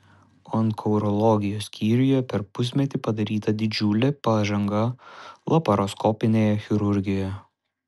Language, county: Lithuanian, Šiauliai